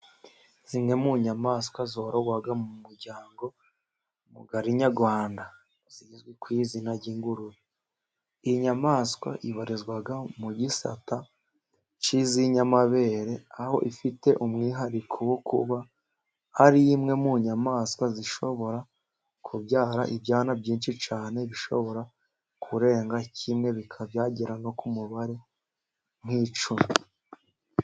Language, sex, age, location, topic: Kinyarwanda, female, 50+, Musanze, agriculture